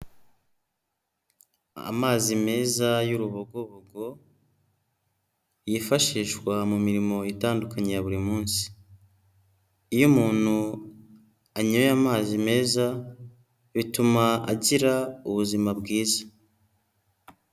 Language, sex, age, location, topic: Kinyarwanda, female, 25-35, Huye, health